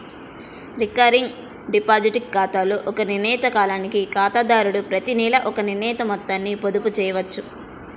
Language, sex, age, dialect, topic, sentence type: Telugu, female, 18-24, Central/Coastal, banking, statement